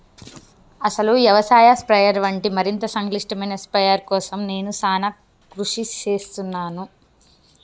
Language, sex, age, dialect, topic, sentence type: Telugu, female, 25-30, Telangana, agriculture, statement